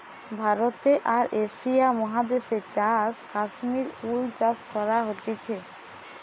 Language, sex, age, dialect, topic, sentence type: Bengali, male, 60-100, Western, agriculture, statement